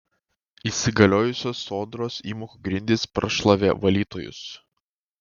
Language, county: Lithuanian, Kaunas